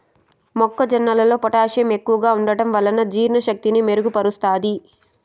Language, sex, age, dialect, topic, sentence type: Telugu, female, 18-24, Southern, agriculture, statement